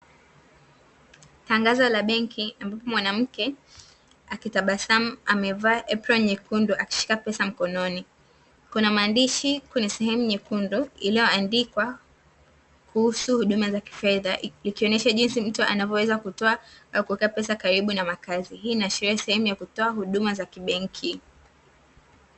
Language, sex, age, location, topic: Swahili, female, 18-24, Dar es Salaam, finance